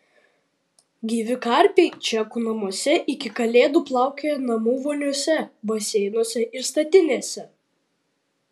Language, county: Lithuanian, Vilnius